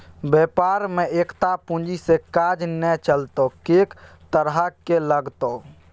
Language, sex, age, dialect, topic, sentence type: Maithili, male, 36-40, Bajjika, banking, statement